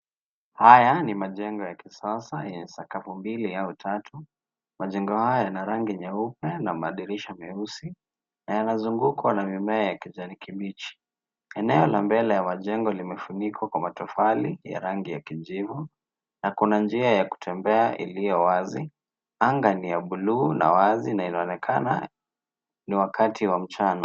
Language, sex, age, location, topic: Swahili, male, 18-24, Nairobi, finance